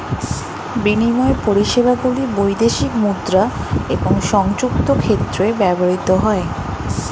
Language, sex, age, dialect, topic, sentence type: Bengali, female, 18-24, Standard Colloquial, banking, statement